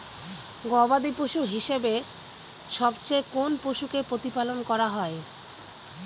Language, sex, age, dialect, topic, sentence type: Bengali, female, 25-30, Northern/Varendri, agriculture, question